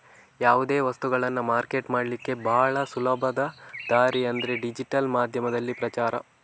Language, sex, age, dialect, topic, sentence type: Kannada, male, 18-24, Coastal/Dakshin, banking, statement